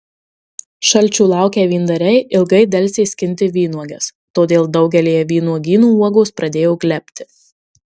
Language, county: Lithuanian, Marijampolė